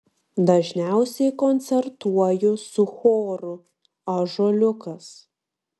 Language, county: Lithuanian, Klaipėda